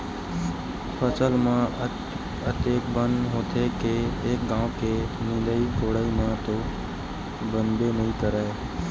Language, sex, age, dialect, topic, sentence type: Chhattisgarhi, male, 18-24, Western/Budati/Khatahi, agriculture, statement